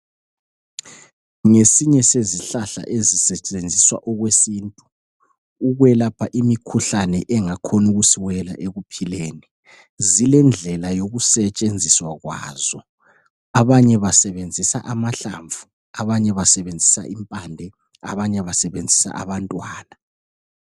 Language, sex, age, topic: North Ndebele, male, 36-49, health